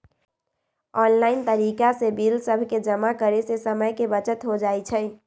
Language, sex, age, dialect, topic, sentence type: Magahi, female, 18-24, Western, banking, statement